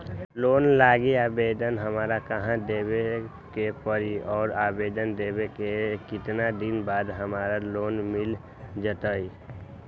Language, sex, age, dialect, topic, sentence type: Magahi, male, 18-24, Western, banking, question